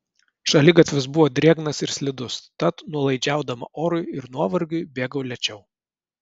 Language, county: Lithuanian, Kaunas